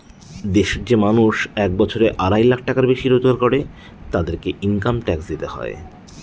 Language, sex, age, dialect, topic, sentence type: Bengali, male, 31-35, Northern/Varendri, banking, statement